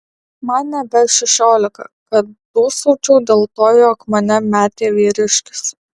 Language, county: Lithuanian, Alytus